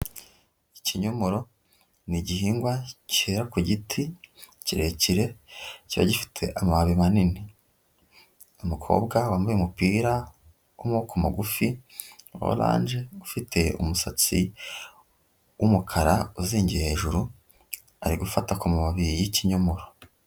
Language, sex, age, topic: Kinyarwanda, female, 25-35, agriculture